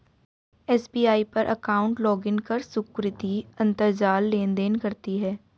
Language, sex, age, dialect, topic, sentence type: Hindi, female, 18-24, Hindustani Malvi Khadi Boli, banking, statement